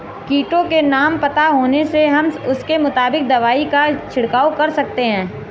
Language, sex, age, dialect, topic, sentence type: Hindi, female, 25-30, Marwari Dhudhari, agriculture, statement